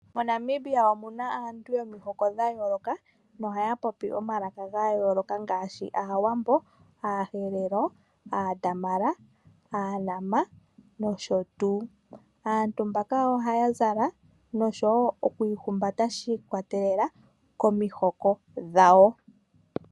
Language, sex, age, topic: Oshiwambo, female, 18-24, agriculture